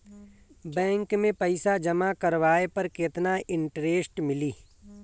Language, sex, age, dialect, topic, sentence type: Bhojpuri, male, 41-45, Northern, banking, question